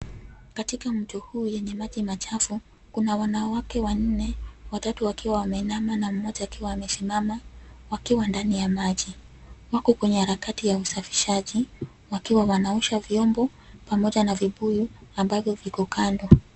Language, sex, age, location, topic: Swahili, female, 25-35, Nairobi, government